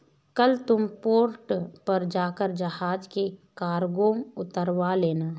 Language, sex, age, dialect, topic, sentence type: Hindi, female, 31-35, Awadhi Bundeli, banking, statement